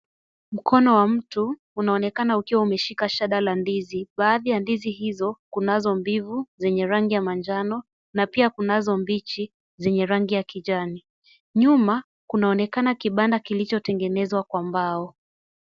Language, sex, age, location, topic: Swahili, female, 18-24, Kisii, agriculture